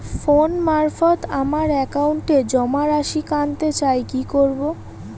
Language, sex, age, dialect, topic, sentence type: Bengali, female, 31-35, Rajbangshi, banking, question